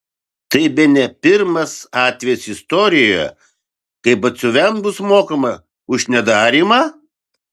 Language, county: Lithuanian, Vilnius